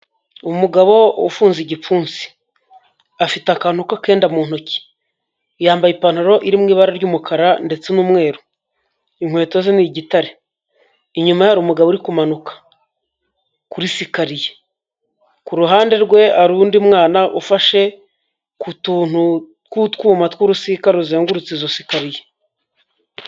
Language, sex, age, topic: Kinyarwanda, male, 25-35, education